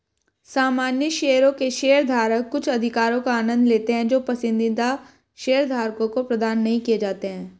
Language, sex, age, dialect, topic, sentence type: Hindi, female, 18-24, Hindustani Malvi Khadi Boli, banking, statement